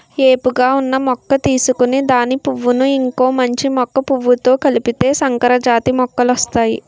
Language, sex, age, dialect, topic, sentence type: Telugu, female, 18-24, Utterandhra, agriculture, statement